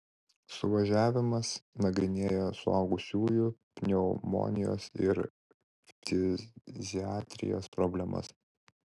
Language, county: Lithuanian, Vilnius